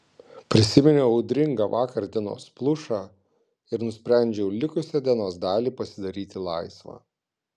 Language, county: Lithuanian, Klaipėda